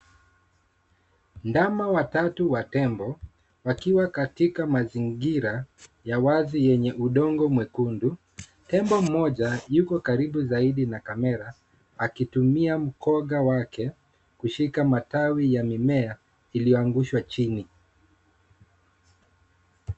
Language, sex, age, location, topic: Swahili, male, 25-35, Nairobi, government